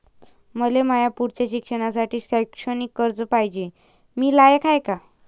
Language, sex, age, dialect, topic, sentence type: Marathi, female, 25-30, Varhadi, banking, statement